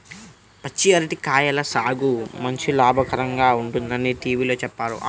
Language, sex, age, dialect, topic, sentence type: Telugu, male, 60-100, Central/Coastal, agriculture, statement